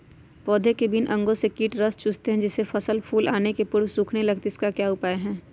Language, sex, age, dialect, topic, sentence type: Magahi, female, 25-30, Western, agriculture, question